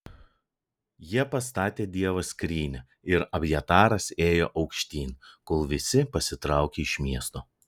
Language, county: Lithuanian, Vilnius